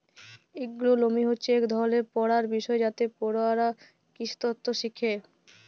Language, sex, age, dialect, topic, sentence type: Bengali, female, 18-24, Jharkhandi, agriculture, statement